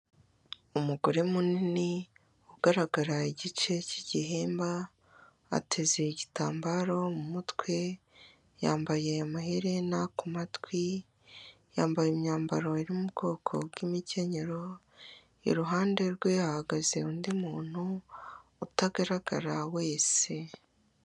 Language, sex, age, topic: Kinyarwanda, male, 18-24, government